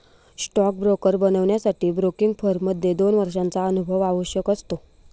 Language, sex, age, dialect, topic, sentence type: Marathi, female, 25-30, Northern Konkan, banking, statement